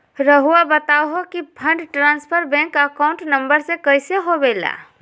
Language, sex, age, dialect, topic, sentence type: Magahi, female, 46-50, Southern, banking, question